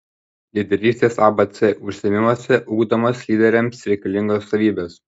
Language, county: Lithuanian, Panevėžys